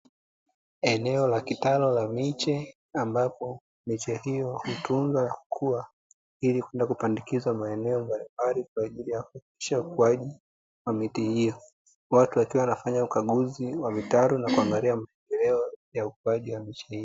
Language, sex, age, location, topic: Swahili, female, 18-24, Dar es Salaam, agriculture